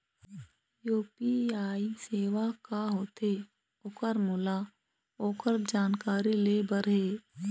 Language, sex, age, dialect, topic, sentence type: Chhattisgarhi, female, 25-30, Eastern, banking, question